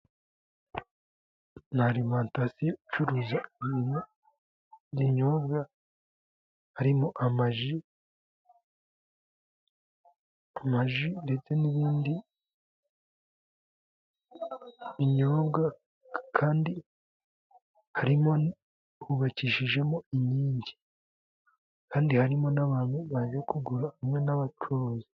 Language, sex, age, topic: Kinyarwanda, male, 18-24, finance